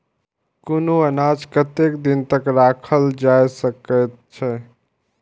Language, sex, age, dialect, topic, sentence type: Maithili, male, 18-24, Eastern / Thethi, agriculture, question